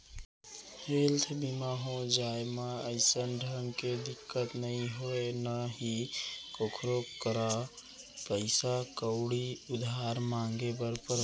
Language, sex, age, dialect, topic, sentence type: Chhattisgarhi, male, 18-24, Central, banking, statement